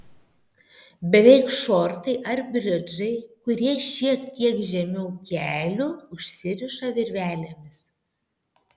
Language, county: Lithuanian, Šiauliai